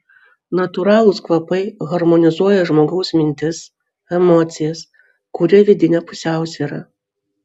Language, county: Lithuanian, Vilnius